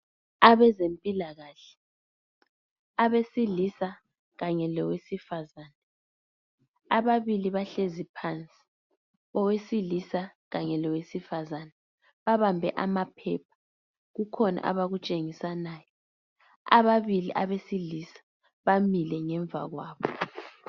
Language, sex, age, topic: North Ndebele, female, 25-35, health